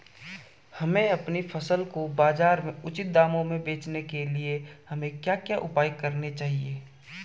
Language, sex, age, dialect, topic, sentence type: Hindi, male, 18-24, Garhwali, agriculture, question